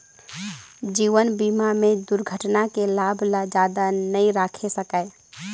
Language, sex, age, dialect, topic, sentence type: Chhattisgarhi, female, 18-24, Northern/Bhandar, banking, statement